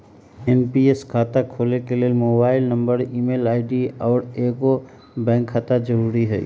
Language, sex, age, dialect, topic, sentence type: Magahi, male, 18-24, Western, banking, statement